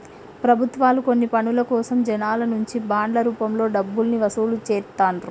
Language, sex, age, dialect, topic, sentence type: Telugu, female, 31-35, Telangana, banking, statement